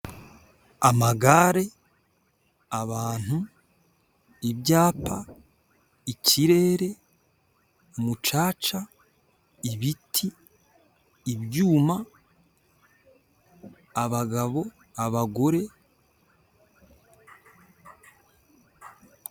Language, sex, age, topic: Kinyarwanda, male, 18-24, government